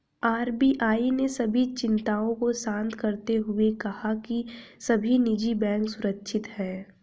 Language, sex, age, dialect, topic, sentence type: Hindi, female, 18-24, Hindustani Malvi Khadi Boli, banking, statement